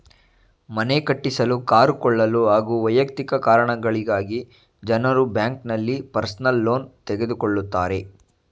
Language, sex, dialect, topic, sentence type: Kannada, male, Mysore Kannada, banking, statement